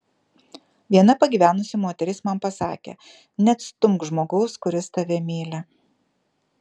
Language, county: Lithuanian, Kaunas